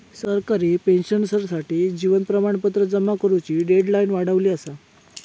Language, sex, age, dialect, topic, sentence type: Marathi, male, 18-24, Southern Konkan, banking, statement